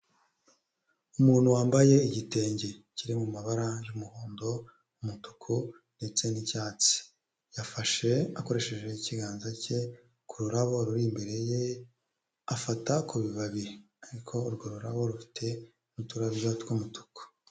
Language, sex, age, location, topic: Kinyarwanda, male, 25-35, Huye, health